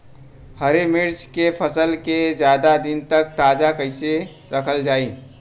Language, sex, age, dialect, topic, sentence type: Bhojpuri, male, 18-24, Western, agriculture, question